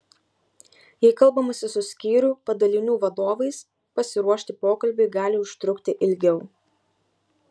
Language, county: Lithuanian, Kaunas